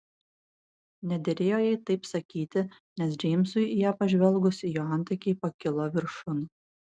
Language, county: Lithuanian, Vilnius